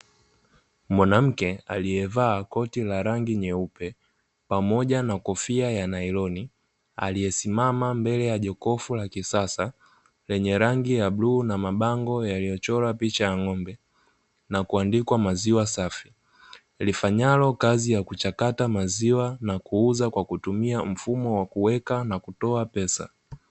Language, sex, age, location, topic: Swahili, male, 18-24, Dar es Salaam, finance